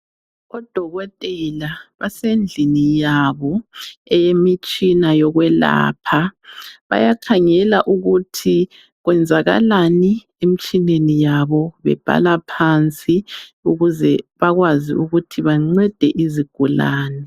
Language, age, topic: North Ndebele, 36-49, health